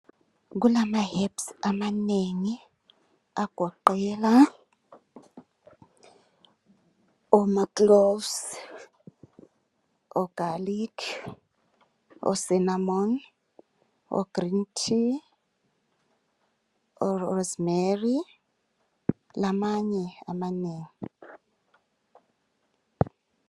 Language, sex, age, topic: North Ndebele, male, 36-49, health